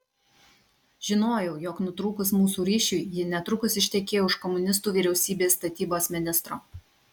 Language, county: Lithuanian, Kaunas